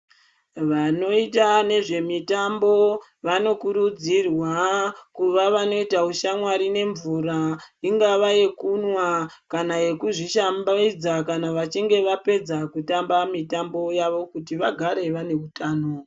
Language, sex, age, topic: Ndau, female, 25-35, health